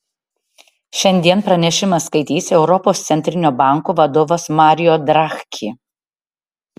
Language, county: Lithuanian, Tauragė